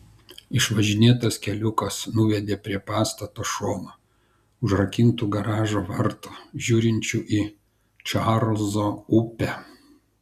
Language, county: Lithuanian, Kaunas